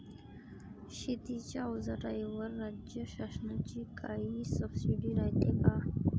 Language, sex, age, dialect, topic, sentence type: Marathi, female, 18-24, Varhadi, agriculture, question